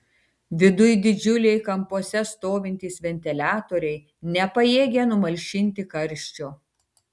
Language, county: Lithuanian, Tauragė